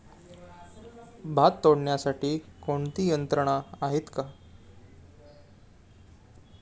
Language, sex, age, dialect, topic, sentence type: Marathi, male, 18-24, Standard Marathi, agriculture, question